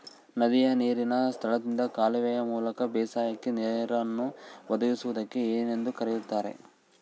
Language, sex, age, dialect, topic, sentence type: Kannada, male, 25-30, Central, agriculture, question